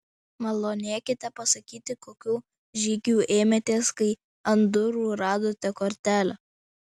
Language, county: Lithuanian, Vilnius